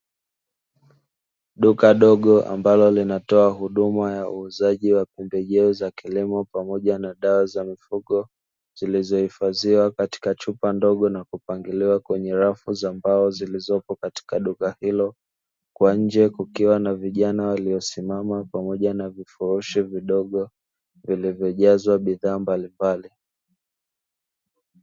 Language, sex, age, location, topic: Swahili, male, 18-24, Dar es Salaam, agriculture